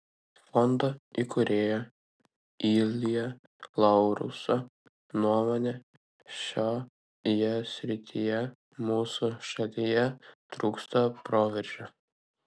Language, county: Lithuanian, Kaunas